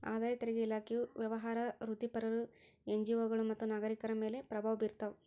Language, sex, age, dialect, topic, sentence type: Kannada, female, 60-100, Central, banking, statement